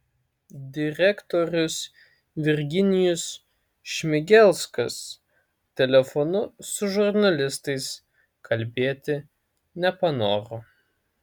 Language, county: Lithuanian, Alytus